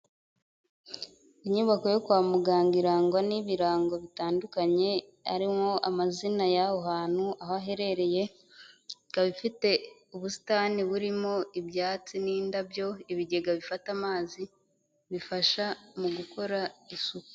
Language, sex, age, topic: Kinyarwanda, female, 25-35, health